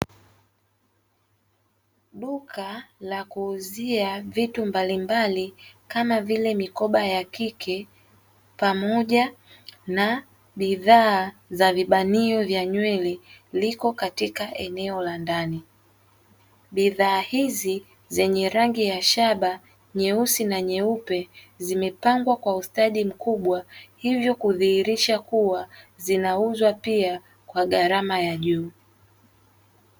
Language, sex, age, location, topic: Swahili, female, 18-24, Dar es Salaam, finance